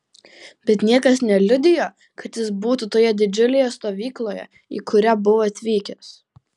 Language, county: Lithuanian, Vilnius